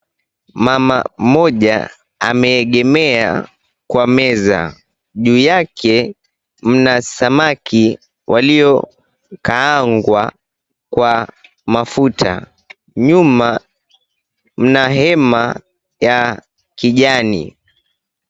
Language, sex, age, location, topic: Swahili, female, 18-24, Mombasa, agriculture